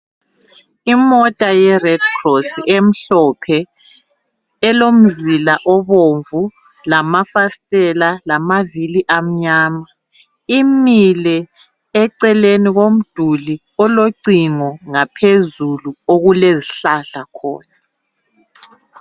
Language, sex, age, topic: North Ndebele, female, 25-35, health